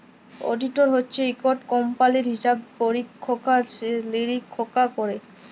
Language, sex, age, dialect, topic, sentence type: Bengali, female, <18, Jharkhandi, banking, statement